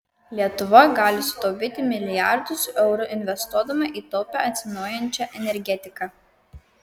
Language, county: Lithuanian, Kaunas